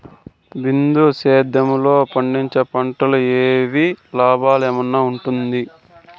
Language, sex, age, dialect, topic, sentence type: Telugu, male, 51-55, Southern, agriculture, question